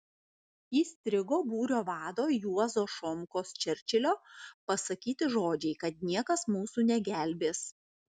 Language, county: Lithuanian, Vilnius